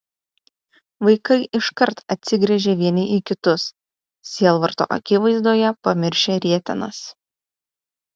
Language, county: Lithuanian, Utena